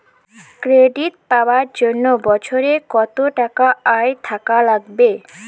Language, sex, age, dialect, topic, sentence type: Bengali, female, 18-24, Rajbangshi, banking, question